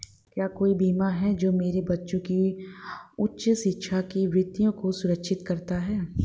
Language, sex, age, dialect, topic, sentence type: Hindi, female, 18-24, Marwari Dhudhari, banking, question